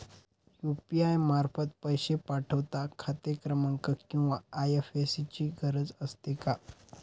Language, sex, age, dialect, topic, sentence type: Marathi, male, 25-30, Standard Marathi, banking, question